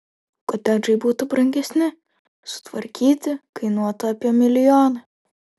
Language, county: Lithuanian, Vilnius